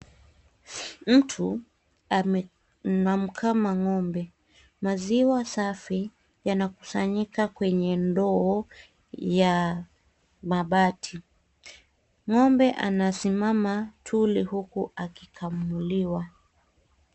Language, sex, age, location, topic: Swahili, female, 18-24, Kisii, agriculture